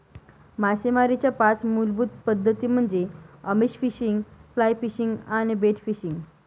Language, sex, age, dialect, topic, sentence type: Marathi, female, 18-24, Northern Konkan, banking, statement